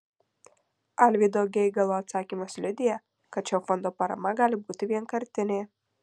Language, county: Lithuanian, Marijampolė